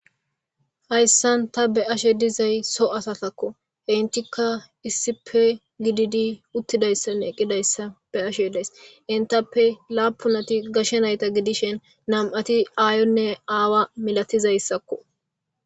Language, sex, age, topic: Gamo, male, 18-24, government